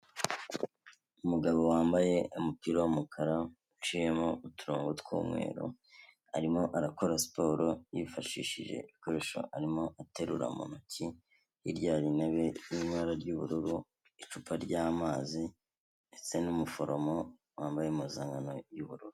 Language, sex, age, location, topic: Kinyarwanda, male, 25-35, Kigali, health